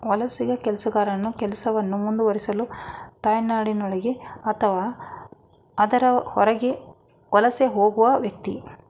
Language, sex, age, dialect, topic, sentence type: Kannada, male, 46-50, Mysore Kannada, agriculture, statement